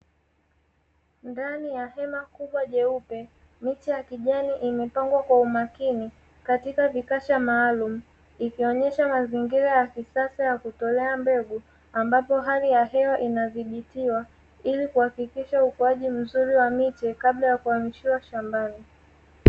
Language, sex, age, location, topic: Swahili, female, 25-35, Dar es Salaam, agriculture